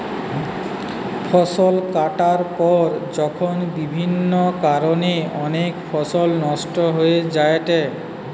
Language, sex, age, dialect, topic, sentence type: Bengali, male, 46-50, Western, agriculture, statement